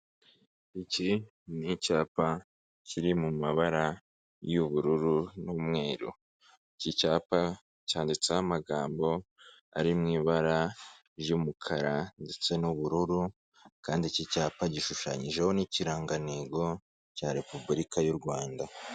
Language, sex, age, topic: Kinyarwanda, male, 25-35, government